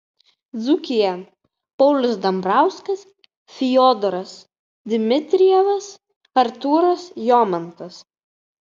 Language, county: Lithuanian, Vilnius